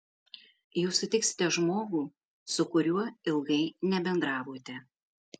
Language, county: Lithuanian, Marijampolė